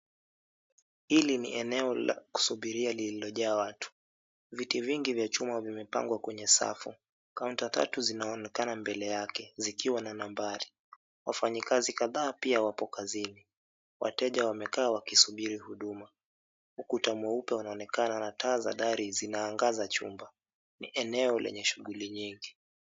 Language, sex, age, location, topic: Swahili, male, 25-35, Mombasa, government